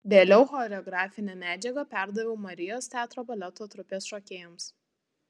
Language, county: Lithuanian, Tauragė